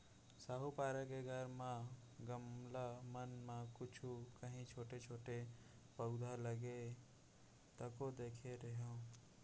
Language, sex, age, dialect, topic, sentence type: Chhattisgarhi, male, 56-60, Central, agriculture, statement